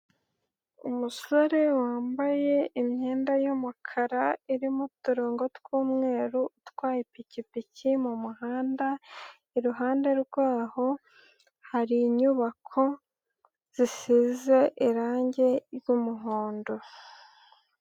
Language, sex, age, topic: Kinyarwanda, female, 18-24, government